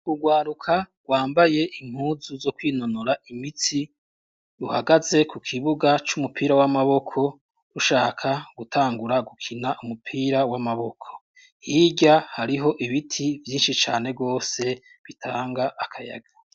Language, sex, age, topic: Rundi, male, 36-49, education